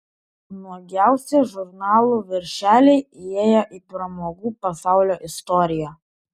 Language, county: Lithuanian, Vilnius